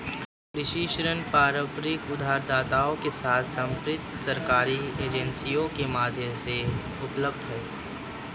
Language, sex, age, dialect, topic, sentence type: Hindi, male, 18-24, Marwari Dhudhari, agriculture, statement